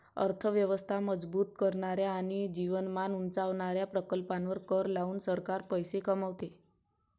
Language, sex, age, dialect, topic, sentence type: Marathi, male, 31-35, Varhadi, banking, statement